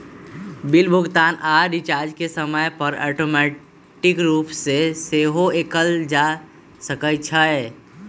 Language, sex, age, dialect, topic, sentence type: Magahi, male, 25-30, Western, banking, statement